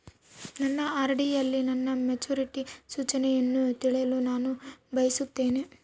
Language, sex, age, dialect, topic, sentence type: Kannada, female, 18-24, Central, banking, statement